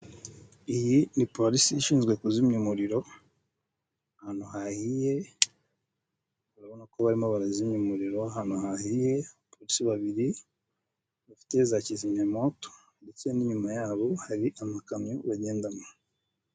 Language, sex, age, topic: Kinyarwanda, male, 25-35, government